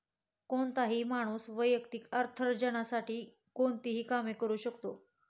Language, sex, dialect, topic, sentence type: Marathi, female, Standard Marathi, banking, statement